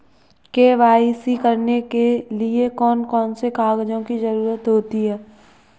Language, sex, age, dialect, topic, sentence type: Hindi, male, 18-24, Kanauji Braj Bhasha, banking, question